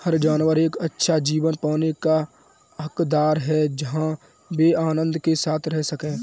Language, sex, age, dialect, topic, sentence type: Hindi, male, 18-24, Kanauji Braj Bhasha, agriculture, statement